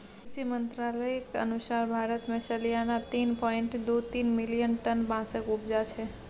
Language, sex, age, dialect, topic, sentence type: Maithili, female, 25-30, Bajjika, agriculture, statement